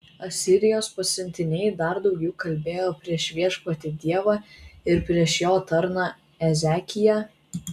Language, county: Lithuanian, Vilnius